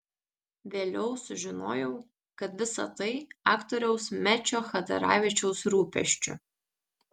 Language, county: Lithuanian, Tauragė